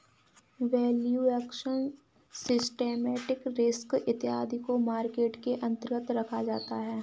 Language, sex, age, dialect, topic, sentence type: Hindi, female, 18-24, Kanauji Braj Bhasha, banking, statement